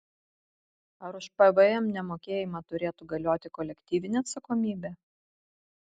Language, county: Lithuanian, Vilnius